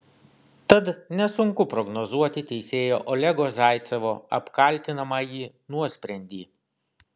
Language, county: Lithuanian, Vilnius